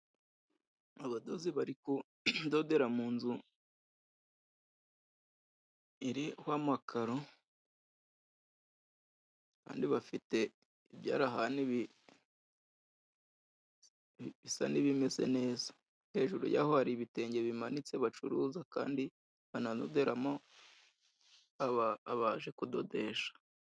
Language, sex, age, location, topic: Kinyarwanda, male, 25-35, Musanze, finance